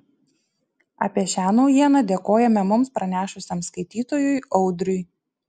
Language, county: Lithuanian, Šiauliai